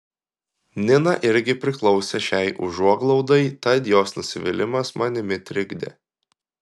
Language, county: Lithuanian, Klaipėda